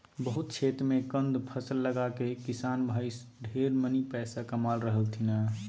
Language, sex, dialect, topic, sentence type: Magahi, male, Southern, agriculture, statement